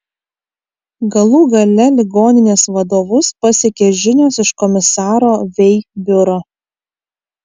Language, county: Lithuanian, Kaunas